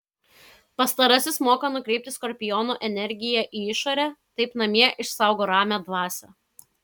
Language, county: Lithuanian, Kaunas